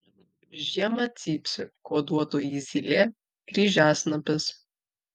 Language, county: Lithuanian, Vilnius